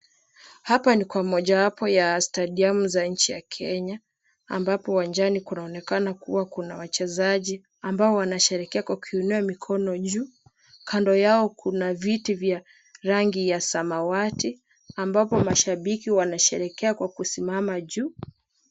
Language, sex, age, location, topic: Swahili, female, 18-24, Kisumu, government